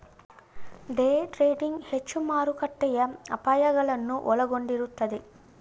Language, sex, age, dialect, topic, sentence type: Kannada, female, 25-30, Mysore Kannada, banking, statement